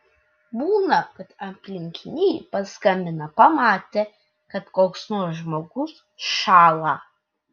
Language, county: Lithuanian, Utena